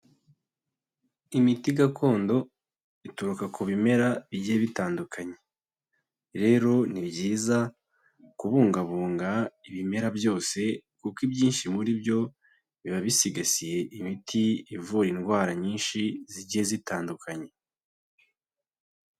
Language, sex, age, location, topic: Kinyarwanda, male, 25-35, Huye, health